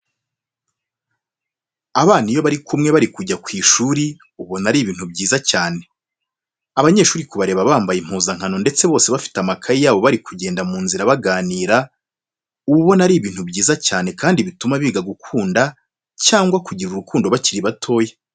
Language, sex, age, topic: Kinyarwanda, male, 25-35, education